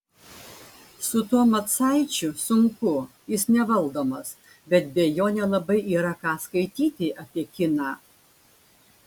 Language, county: Lithuanian, Klaipėda